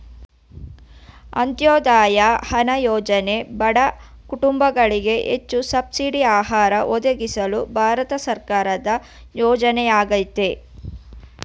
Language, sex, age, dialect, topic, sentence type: Kannada, female, 25-30, Mysore Kannada, agriculture, statement